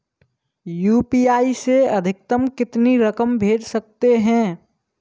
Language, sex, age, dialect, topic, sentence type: Hindi, male, 18-24, Kanauji Braj Bhasha, banking, question